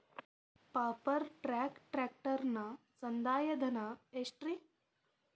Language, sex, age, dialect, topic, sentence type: Kannada, female, 18-24, Dharwad Kannada, agriculture, question